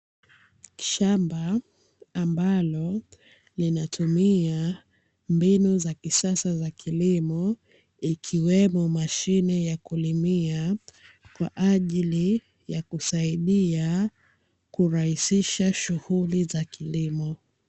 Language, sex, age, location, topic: Swahili, female, 18-24, Dar es Salaam, agriculture